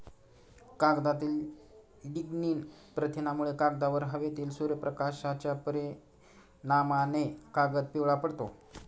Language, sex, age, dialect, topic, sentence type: Marathi, male, 46-50, Standard Marathi, agriculture, statement